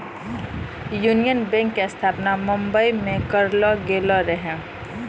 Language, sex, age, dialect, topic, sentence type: Maithili, female, 18-24, Angika, banking, statement